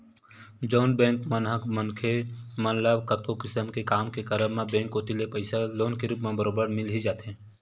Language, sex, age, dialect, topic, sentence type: Chhattisgarhi, male, 18-24, Western/Budati/Khatahi, banking, statement